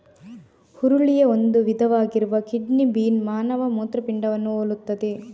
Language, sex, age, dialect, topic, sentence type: Kannada, female, 31-35, Coastal/Dakshin, agriculture, statement